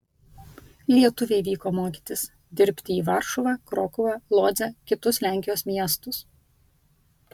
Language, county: Lithuanian, Vilnius